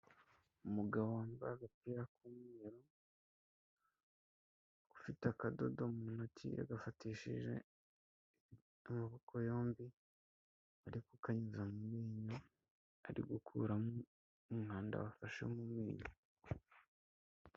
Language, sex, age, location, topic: Kinyarwanda, male, 25-35, Kigali, health